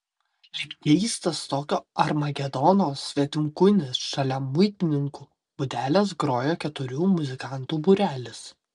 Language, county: Lithuanian, Vilnius